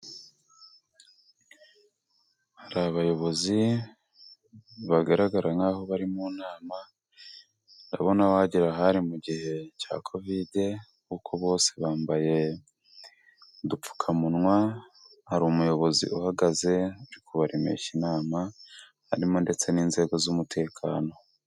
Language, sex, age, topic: Kinyarwanda, female, 18-24, government